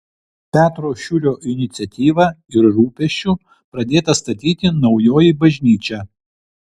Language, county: Lithuanian, Vilnius